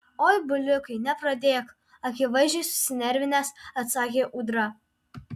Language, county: Lithuanian, Alytus